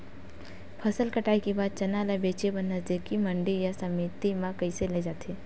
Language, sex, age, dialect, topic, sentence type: Chhattisgarhi, female, 56-60, Western/Budati/Khatahi, agriculture, question